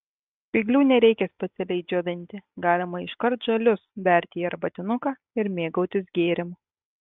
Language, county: Lithuanian, Kaunas